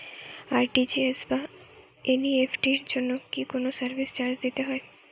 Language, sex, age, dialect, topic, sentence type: Bengali, female, 18-24, Northern/Varendri, banking, question